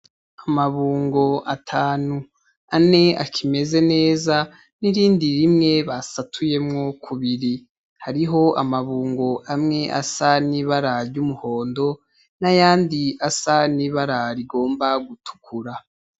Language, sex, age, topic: Rundi, male, 18-24, agriculture